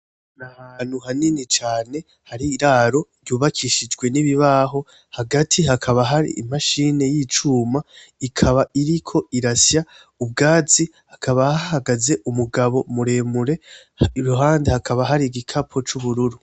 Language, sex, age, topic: Rundi, male, 18-24, agriculture